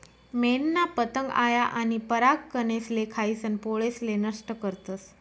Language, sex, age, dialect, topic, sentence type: Marathi, female, 25-30, Northern Konkan, agriculture, statement